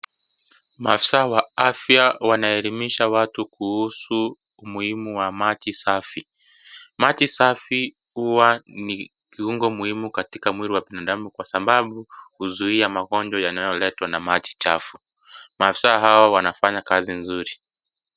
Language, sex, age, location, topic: Swahili, male, 25-35, Kisii, health